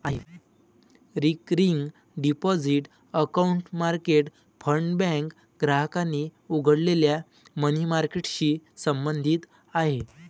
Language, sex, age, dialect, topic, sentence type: Marathi, male, 18-24, Varhadi, banking, statement